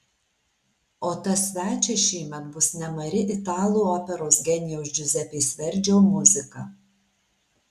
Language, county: Lithuanian, Alytus